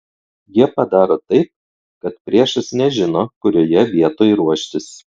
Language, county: Lithuanian, Klaipėda